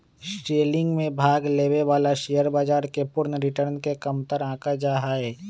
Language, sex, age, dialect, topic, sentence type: Magahi, male, 25-30, Western, banking, statement